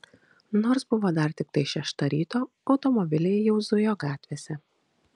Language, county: Lithuanian, Kaunas